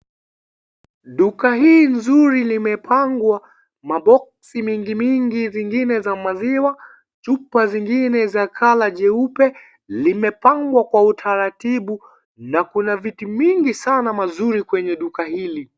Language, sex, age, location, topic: Swahili, male, 18-24, Kisii, finance